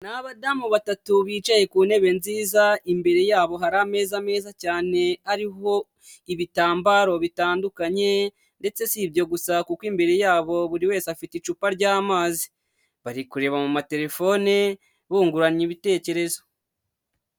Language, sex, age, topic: Kinyarwanda, male, 25-35, government